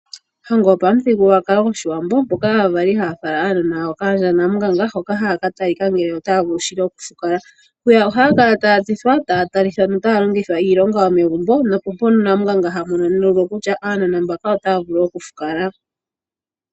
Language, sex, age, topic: Oshiwambo, female, 18-24, agriculture